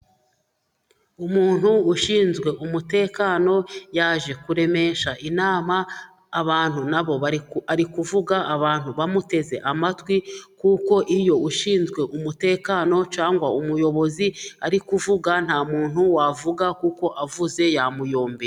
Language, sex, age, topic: Kinyarwanda, female, 36-49, government